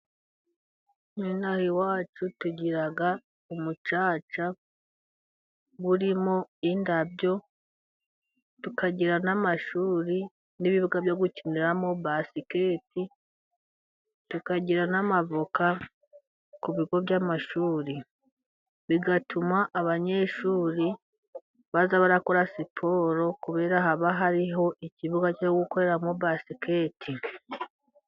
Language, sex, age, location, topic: Kinyarwanda, female, 36-49, Burera, education